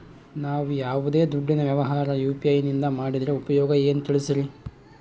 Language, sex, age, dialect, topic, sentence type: Kannada, male, 41-45, Central, banking, question